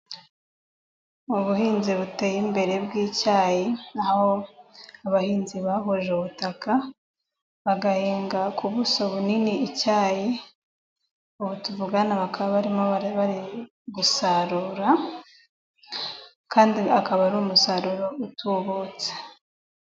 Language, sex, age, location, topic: Kinyarwanda, female, 18-24, Nyagatare, agriculture